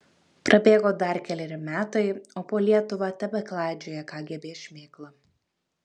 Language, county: Lithuanian, Kaunas